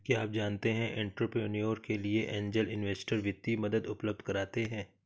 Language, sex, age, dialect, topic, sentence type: Hindi, male, 36-40, Awadhi Bundeli, banking, statement